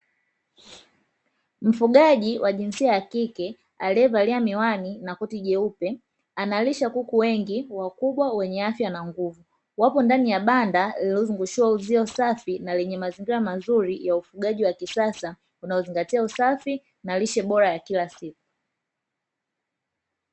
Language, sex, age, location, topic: Swahili, female, 18-24, Dar es Salaam, agriculture